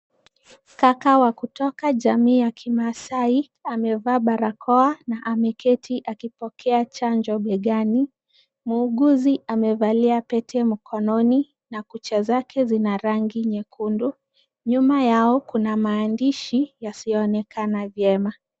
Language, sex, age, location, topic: Swahili, female, 25-35, Kisumu, health